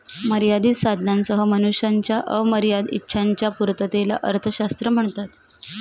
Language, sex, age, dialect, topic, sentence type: Marathi, female, 31-35, Northern Konkan, banking, statement